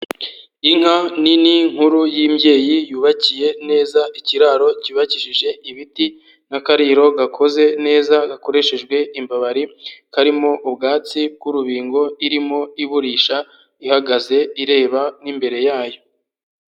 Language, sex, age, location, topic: Kinyarwanda, male, 18-24, Huye, agriculture